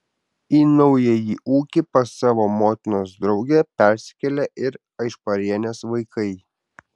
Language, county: Lithuanian, Kaunas